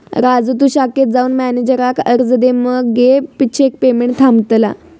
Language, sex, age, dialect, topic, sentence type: Marathi, female, 18-24, Southern Konkan, banking, statement